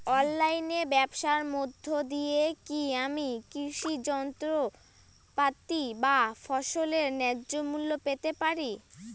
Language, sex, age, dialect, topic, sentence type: Bengali, female, 18-24, Rajbangshi, agriculture, question